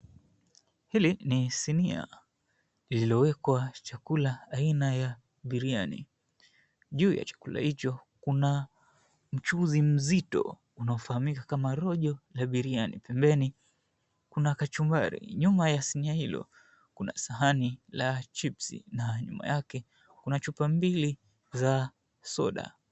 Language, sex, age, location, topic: Swahili, male, 25-35, Mombasa, agriculture